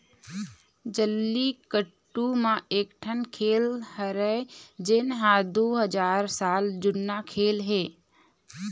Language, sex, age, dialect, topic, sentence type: Chhattisgarhi, female, 25-30, Eastern, agriculture, statement